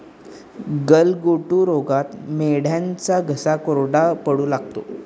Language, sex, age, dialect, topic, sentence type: Marathi, male, 18-24, Standard Marathi, agriculture, statement